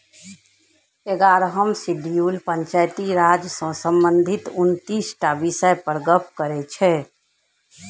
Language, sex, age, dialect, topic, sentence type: Maithili, male, 18-24, Bajjika, banking, statement